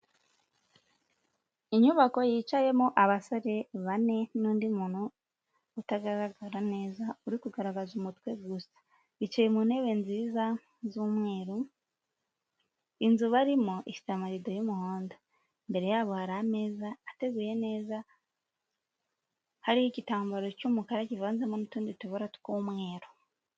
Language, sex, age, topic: Kinyarwanda, female, 18-24, government